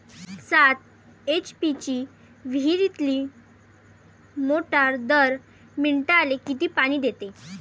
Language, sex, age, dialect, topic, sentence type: Marathi, female, 18-24, Varhadi, agriculture, question